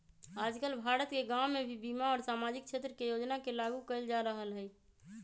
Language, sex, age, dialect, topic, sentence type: Magahi, female, 18-24, Western, banking, statement